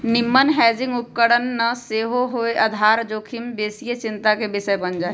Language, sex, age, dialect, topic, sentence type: Magahi, female, 25-30, Western, banking, statement